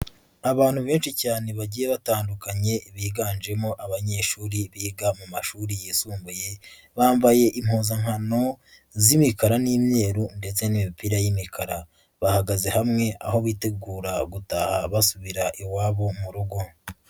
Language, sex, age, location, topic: Kinyarwanda, female, 18-24, Huye, education